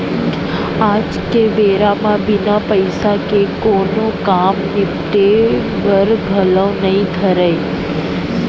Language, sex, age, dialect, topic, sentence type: Chhattisgarhi, female, 60-100, Central, banking, statement